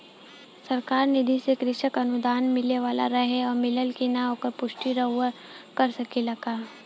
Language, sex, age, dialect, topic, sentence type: Bhojpuri, female, 18-24, Southern / Standard, banking, question